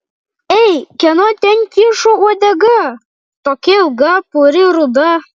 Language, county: Lithuanian, Vilnius